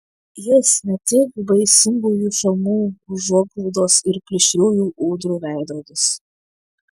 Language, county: Lithuanian, Šiauliai